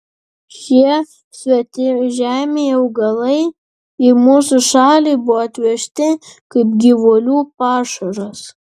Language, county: Lithuanian, Vilnius